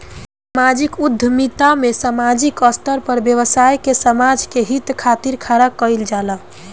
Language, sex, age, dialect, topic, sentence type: Bhojpuri, female, 18-24, Southern / Standard, banking, statement